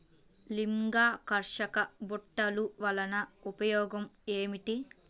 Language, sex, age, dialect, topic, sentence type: Telugu, female, 18-24, Central/Coastal, agriculture, question